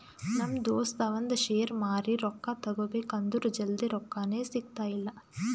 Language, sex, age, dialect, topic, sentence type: Kannada, female, 18-24, Northeastern, banking, statement